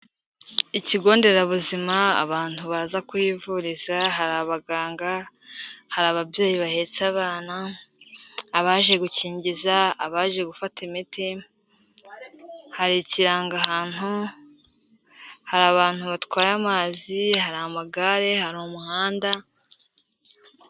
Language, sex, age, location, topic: Kinyarwanda, female, 18-24, Kigali, health